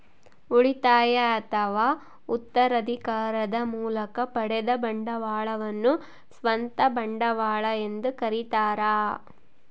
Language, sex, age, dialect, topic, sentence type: Kannada, female, 56-60, Central, banking, statement